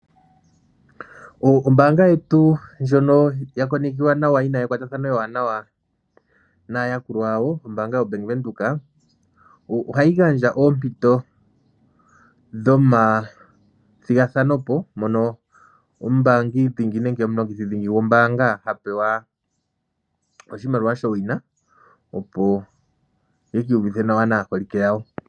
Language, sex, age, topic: Oshiwambo, male, 25-35, finance